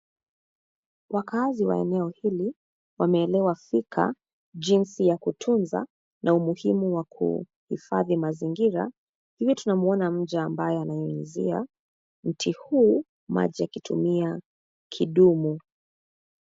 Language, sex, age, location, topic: Swahili, female, 25-35, Nairobi, government